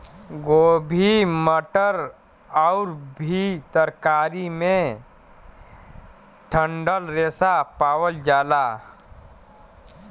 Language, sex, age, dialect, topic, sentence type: Bhojpuri, male, 31-35, Western, agriculture, statement